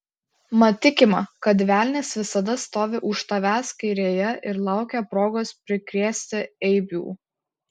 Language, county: Lithuanian, Kaunas